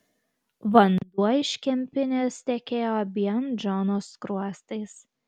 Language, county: Lithuanian, Kaunas